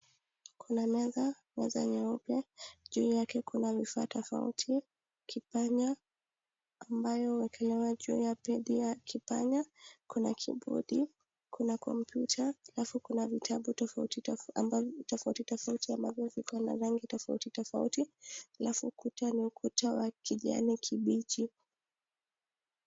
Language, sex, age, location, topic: Swahili, female, 18-24, Nakuru, education